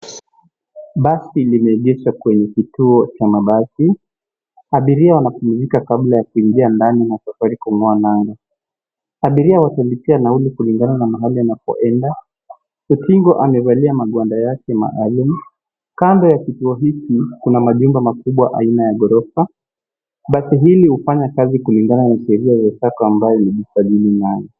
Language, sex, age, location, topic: Swahili, male, 25-35, Nairobi, government